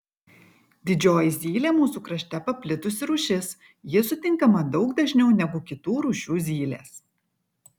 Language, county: Lithuanian, Kaunas